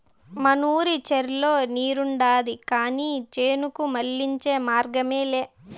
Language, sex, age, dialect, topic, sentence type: Telugu, female, 18-24, Southern, agriculture, statement